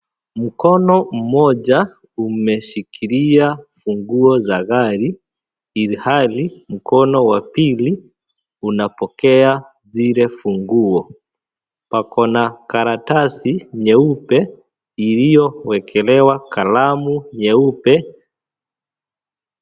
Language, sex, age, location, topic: Swahili, male, 25-35, Kisii, finance